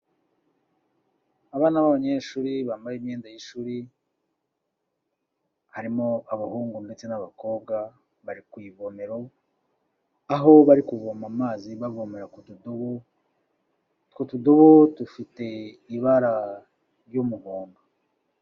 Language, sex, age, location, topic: Kinyarwanda, male, 36-49, Kigali, health